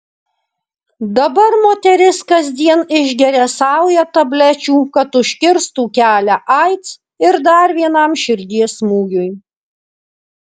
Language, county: Lithuanian, Alytus